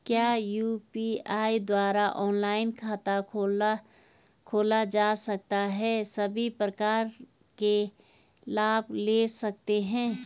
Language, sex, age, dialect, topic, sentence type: Hindi, female, 46-50, Garhwali, banking, question